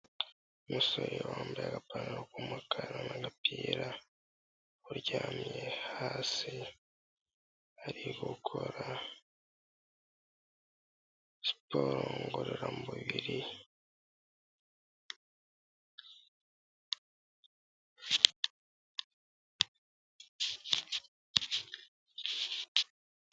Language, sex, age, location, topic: Kinyarwanda, male, 18-24, Kigali, health